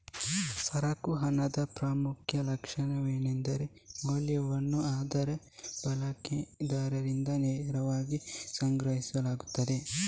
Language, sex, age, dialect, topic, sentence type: Kannada, male, 25-30, Coastal/Dakshin, banking, statement